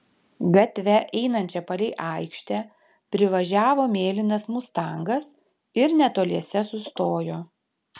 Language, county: Lithuanian, Panevėžys